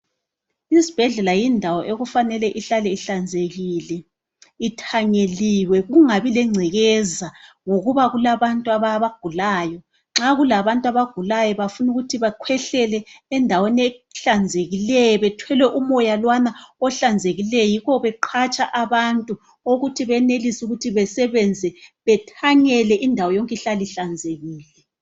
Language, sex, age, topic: North Ndebele, female, 36-49, health